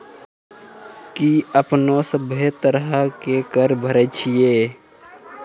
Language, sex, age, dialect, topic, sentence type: Maithili, male, 18-24, Angika, banking, statement